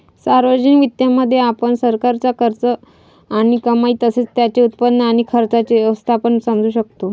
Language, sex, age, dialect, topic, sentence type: Marathi, female, 25-30, Varhadi, banking, statement